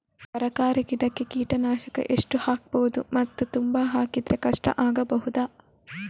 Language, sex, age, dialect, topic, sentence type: Kannada, female, 18-24, Coastal/Dakshin, agriculture, question